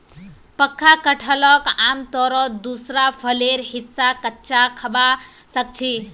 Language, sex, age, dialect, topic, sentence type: Magahi, female, 18-24, Northeastern/Surjapuri, agriculture, statement